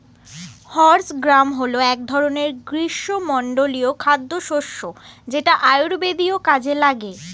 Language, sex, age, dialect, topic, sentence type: Bengali, female, 18-24, Standard Colloquial, agriculture, statement